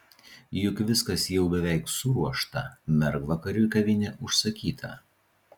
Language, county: Lithuanian, Vilnius